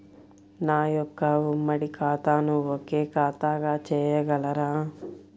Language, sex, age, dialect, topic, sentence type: Telugu, female, 56-60, Central/Coastal, banking, question